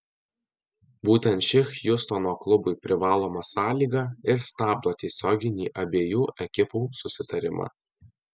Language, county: Lithuanian, Alytus